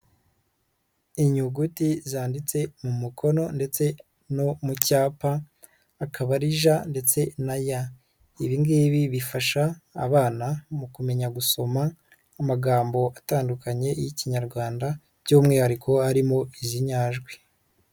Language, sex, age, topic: Kinyarwanda, female, 25-35, education